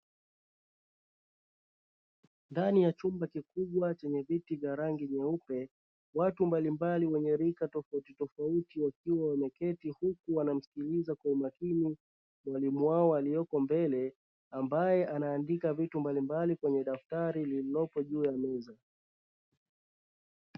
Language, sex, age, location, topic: Swahili, male, 36-49, Dar es Salaam, education